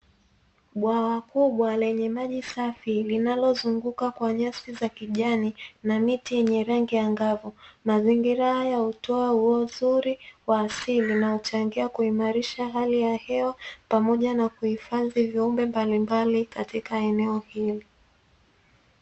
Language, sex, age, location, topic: Swahili, female, 18-24, Dar es Salaam, agriculture